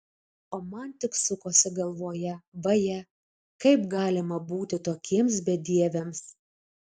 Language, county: Lithuanian, Alytus